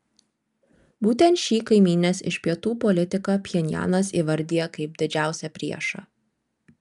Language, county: Lithuanian, Vilnius